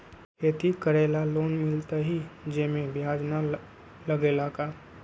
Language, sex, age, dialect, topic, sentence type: Magahi, male, 25-30, Western, banking, question